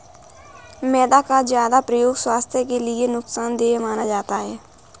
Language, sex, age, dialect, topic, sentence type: Hindi, female, 18-24, Kanauji Braj Bhasha, agriculture, statement